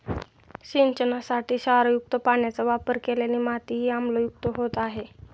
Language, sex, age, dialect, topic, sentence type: Marathi, male, 51-55, Standard Marathi, agriculture, statement